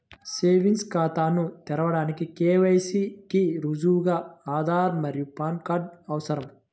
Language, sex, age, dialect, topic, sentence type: Telugu, male, 18-24, Central/Coastal, banking, statement